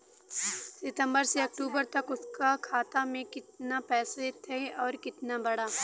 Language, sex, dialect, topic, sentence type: Bhojpuri, female, Western, banking, question